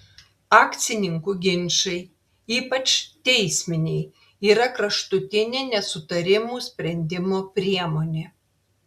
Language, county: Lithuanian, Klaipėda